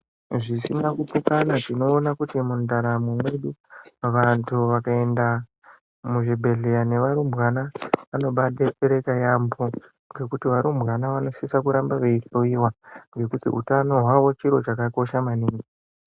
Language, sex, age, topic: Ndau, male, 18-24, health